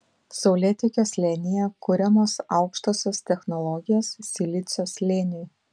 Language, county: Lithuanian, Panevėžys